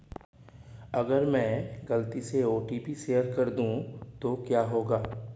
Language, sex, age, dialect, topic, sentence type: Hindi, male, 31-35, Marwari Dhudhari, banking, question